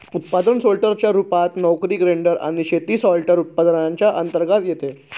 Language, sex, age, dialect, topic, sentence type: Marathi, male, 31-35, Northern Konkan, agriculture, statement